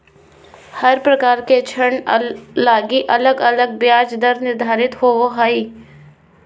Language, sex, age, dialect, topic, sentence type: Magahi, female, 25-30, Southern, banking, statement